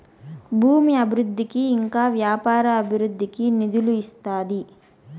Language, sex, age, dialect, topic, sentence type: Telugu, female, 25-30, Southern, banking, statement